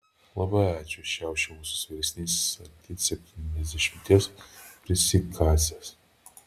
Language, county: Lithuanian, Šiauliai